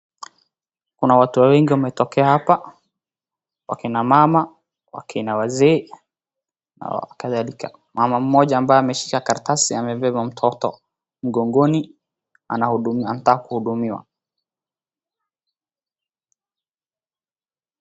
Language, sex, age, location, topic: Swahili, female, 36-49, Wajir, government